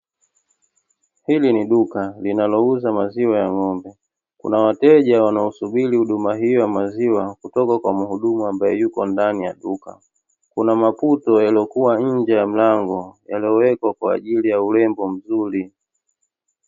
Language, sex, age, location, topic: Swahili, male, 36-49, Dar es Salaam, finance